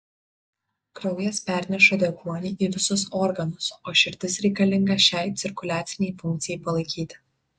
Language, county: Lithuanian, Vilnius